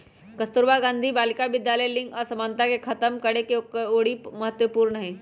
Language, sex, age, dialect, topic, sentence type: Magahi, male, 18-24, Western, banking, statement